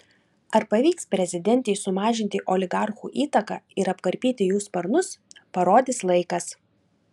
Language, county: Lithuanian, Klaipėda